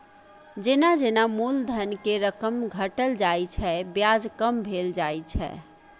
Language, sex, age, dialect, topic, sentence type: Maithili, female, 36-40, Eastern / Thethi, banking, statement